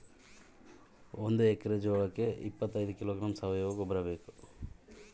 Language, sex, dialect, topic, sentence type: Kannada, male, Central, agriculture, question